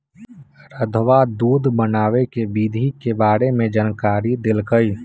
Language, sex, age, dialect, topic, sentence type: Magahi, male, 18-24, Western, agriculture, statement